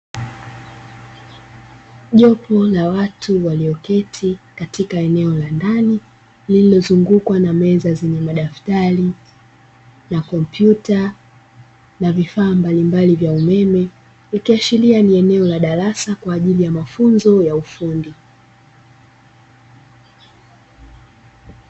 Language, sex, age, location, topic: Swahili, female, 18-24, Dar es Salaam, education